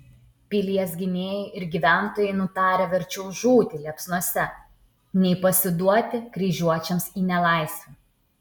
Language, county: Lithuanian, Utena